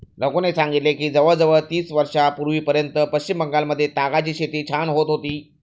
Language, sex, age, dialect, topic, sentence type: Marathi, male, 36-40, Standard Marathi, agriculture, statement